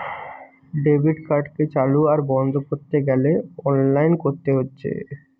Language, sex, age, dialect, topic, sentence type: Bengali, male, 18-24, Western, banking, statement